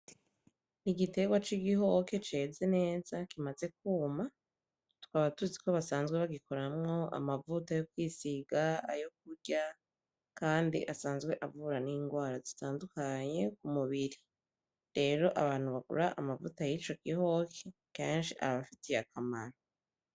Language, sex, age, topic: Rundi, female, 25-35, agriculture